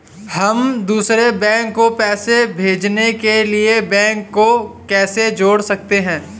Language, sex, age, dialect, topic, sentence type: Hindi, male, 51-55, Awadhi Bundeli, banking, question